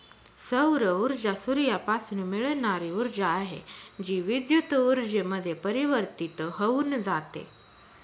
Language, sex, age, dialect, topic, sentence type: Marathi, female, 25-30, Northern Konkan, agriculture, statement